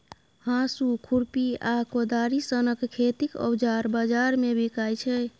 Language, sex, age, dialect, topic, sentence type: Maithili, female, 25-30, Bajjika, agriculture, statement